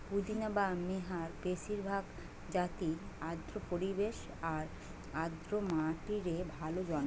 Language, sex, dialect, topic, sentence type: Bengali, female, Western, agriculture, statement